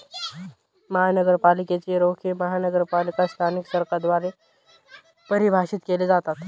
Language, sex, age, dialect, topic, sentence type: Marathi, male, 18-24, Northern Konkan, banking, statement